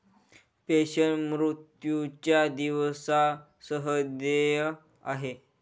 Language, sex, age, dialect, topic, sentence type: Marathi, male, 31-35, Northern Konkan, banking, statement